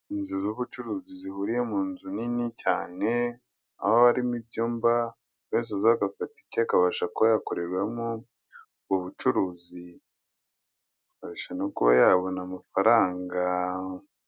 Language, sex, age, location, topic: Kinyarwanda, male, 25-35, Kigali, finance